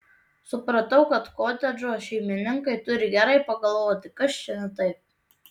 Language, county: Lithuanian, Tauragė